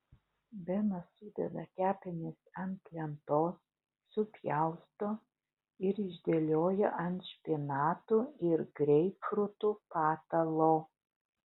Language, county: Lithuanian, Utena